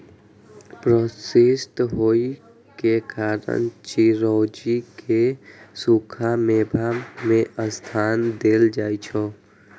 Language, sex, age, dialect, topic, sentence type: Maithili, male, 25-30, Eastern / Thethi, agriculture, statement